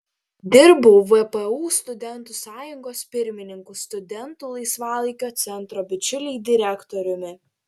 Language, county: Lithuanian, Telšiai